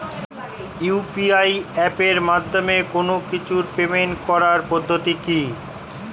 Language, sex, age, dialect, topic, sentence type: Bengali, male, 46-50, Standard Colloquial, banking, question